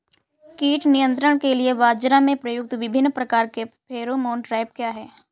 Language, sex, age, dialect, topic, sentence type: Hindi, female, 25-30, Awadhi Bundeli, agriculture, question